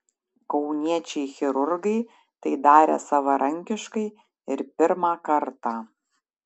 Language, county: Lithuanian, Šiauliai